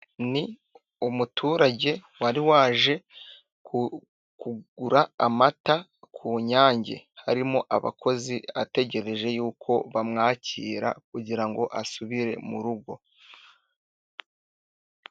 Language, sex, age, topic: Kinyarwanda, male, 18-24, finance